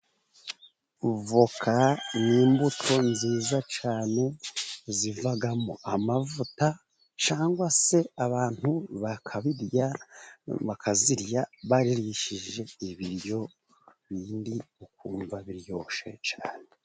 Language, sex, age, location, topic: Kinyarwanda, male, 36-49, Musanze, agriculture